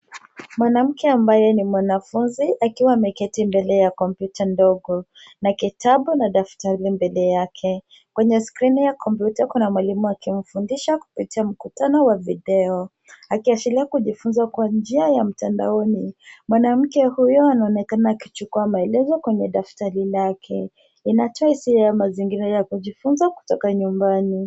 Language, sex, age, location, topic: Swahili, female, 18-24, Nairobi, education